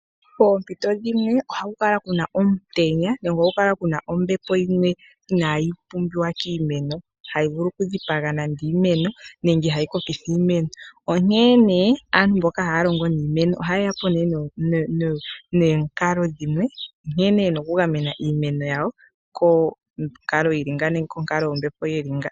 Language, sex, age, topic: Oshiwambo, female, 25-35, agriculture